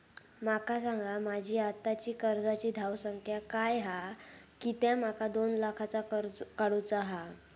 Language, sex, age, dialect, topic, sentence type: Marathi, female, 18-24, Southern Konkan, banking, question